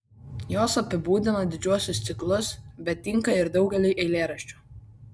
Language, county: Lithuanian, Kaunas